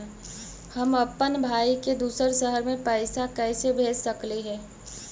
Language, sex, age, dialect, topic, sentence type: Magahi, female, 18-24, Central/Standard, banking, question